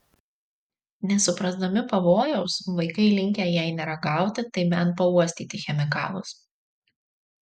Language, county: Lithuanian, Marijampolė